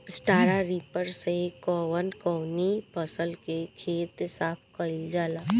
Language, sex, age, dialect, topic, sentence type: Bhojpuri, female, 25-30, Northern, agriculture, question